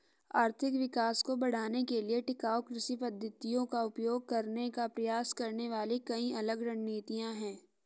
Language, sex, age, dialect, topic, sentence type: Hindi, female, 46-50, Hindustani Malvi Khadi Boli, agriculture, statement